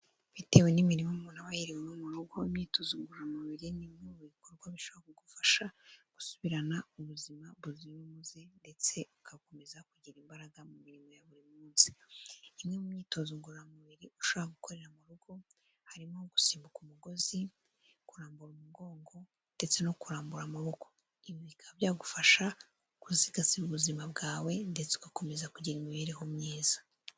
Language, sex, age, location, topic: Kinyarwanda, female, 18-24, Kigali, health